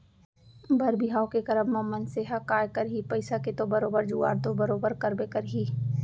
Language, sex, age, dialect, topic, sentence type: Chhattisgarhi, female, 18-24, Central, banking, statement